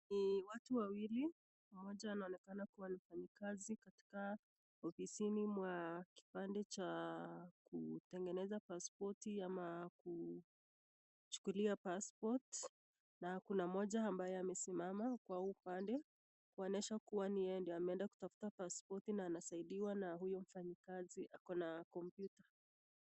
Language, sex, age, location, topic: Swahili, female, 25-35, Nakuru, government